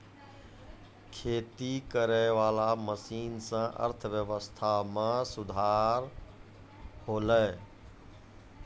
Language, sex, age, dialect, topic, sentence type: Maithili, male, 51-55, Angika, agriculture, statement